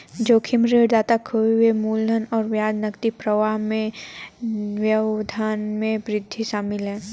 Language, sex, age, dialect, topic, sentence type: Hindi, female, 31-35, Hindustani Malvi Khadi Boli, banking, statement